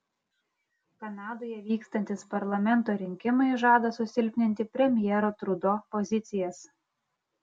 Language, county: Lithuanian, Klaipėda